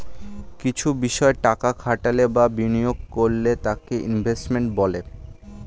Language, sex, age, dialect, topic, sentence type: Bengali, male, 18-24, Standard Colloquial, banking, statement